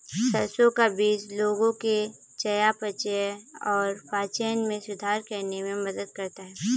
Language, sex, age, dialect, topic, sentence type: Hindi, female, 18-24, Kanauji Braj Bhasha, agriculture, statement